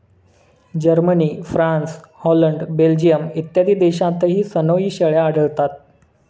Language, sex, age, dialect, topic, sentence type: Marathi, male, 25-30, Standard Marathi, agriculture, statement